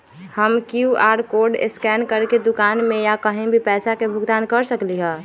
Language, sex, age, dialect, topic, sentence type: Magahi, female, 18-24, Western, banking, question